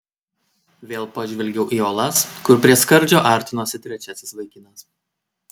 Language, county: Lithuanian, Kaunas